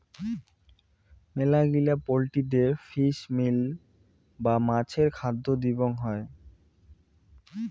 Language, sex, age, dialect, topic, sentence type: Bengali, male, 18-24, Rajbangshi, agriculture, statement